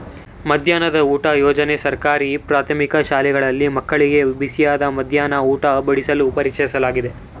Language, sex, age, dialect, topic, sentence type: Kannada, male, 31-35, Mysore Kannada, agriculture, statement